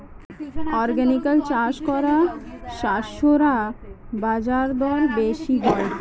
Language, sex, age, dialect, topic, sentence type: Bengali, male, 36-40, Standard Colloquial, agriculture, statement